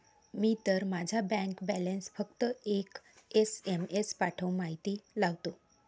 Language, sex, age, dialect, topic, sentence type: Marathi, female, 36-40, Varhadi, banking, statement